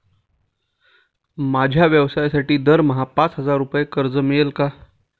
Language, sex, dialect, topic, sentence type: Marathi, male, Standard Marathi, banking, question